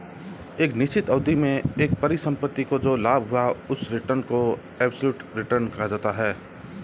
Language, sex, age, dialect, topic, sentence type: Hindi, male, 25-30, Marwari Dhudhari, banking, statement